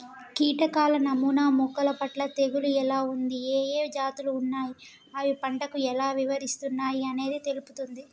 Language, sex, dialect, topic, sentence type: Telugu, female, Telangana, agriculture, statement